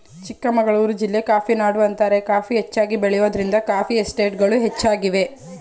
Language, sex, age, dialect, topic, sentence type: Kannada, female, 25-30, Mysore Kannada, agriculture, statement